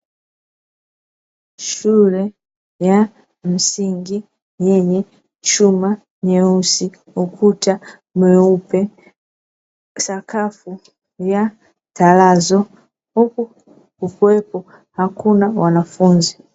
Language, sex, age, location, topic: Swahili, female, 36-49, Dar es Salaam, education